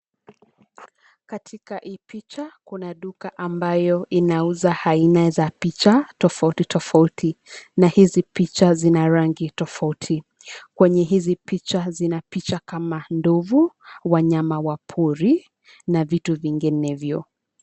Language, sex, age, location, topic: Swahili, female, 25-35, Nairobi, finance